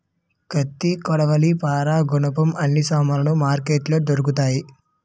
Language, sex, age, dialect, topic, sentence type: Telugu, male, 18-24, Utterandhra, agriculture, statement